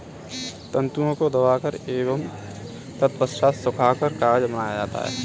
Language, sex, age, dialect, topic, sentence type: Hindi, male, 18-24, Kanauji Braj Bhasha, agriculture, statement